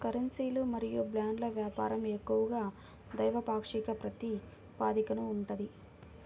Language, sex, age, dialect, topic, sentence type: Telugu, female, 18-24, Central/Coastal, banking, statement